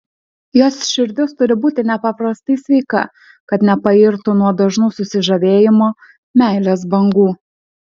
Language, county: Lithuanian, Alytus